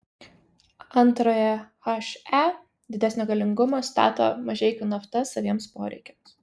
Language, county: Lithuanian, Vilnius